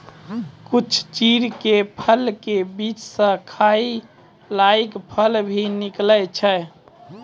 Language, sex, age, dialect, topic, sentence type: Maithili, male, 25-30, Angika, agriculture, statement